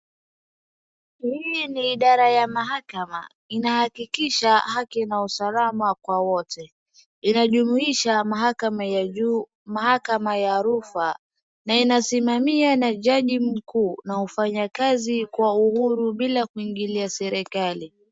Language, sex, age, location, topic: Swahili, female, 18-24, Wajir, government